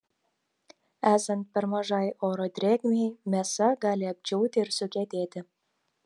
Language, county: Lithuanian, Telšiai